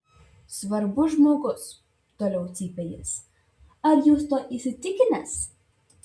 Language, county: Lithuanian, Vilnius